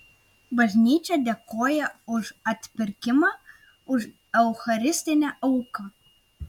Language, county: Lithuanian, Klaipėda